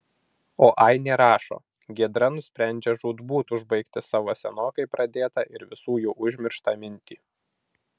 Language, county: Lithuanian, Vilnius